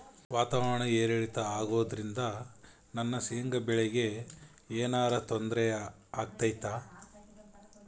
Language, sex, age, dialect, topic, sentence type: Kannada, male, 25-30, Central, agriculture, question